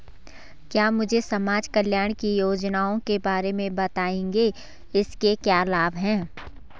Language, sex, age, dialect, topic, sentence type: Hindi, female, 18-24, Garhwali, banking, question